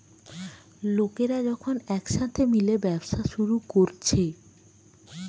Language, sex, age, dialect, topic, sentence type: Bengali, female, 25-30, Western, banking, statement